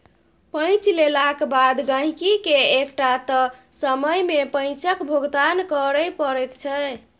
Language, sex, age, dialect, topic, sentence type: Maithili, female, 31-35, Bajjika, banking, statement